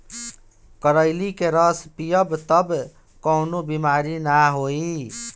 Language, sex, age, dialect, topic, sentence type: Bhojpuri, male, 60-100, Northern, agriculture, statement